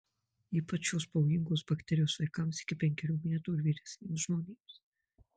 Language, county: Lithuanian, Marijampolė